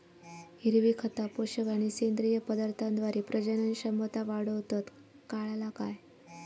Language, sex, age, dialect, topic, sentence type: Marathi, female, 18-24, Southern Konkan, agriculture, statement